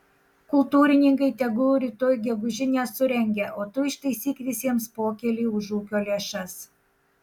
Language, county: Lithuanian, Šiauliai